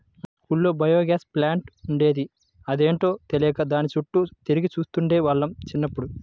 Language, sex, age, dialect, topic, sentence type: Telugu, male, 18-24, Central/Coastal, agriculture, statement